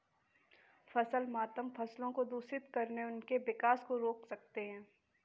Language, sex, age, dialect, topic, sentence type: Hindi, female, 18-24, Kanauji Braj Bhasha, agriculture, statement